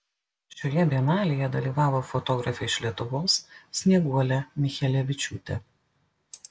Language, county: Lithuanian, Klaipėda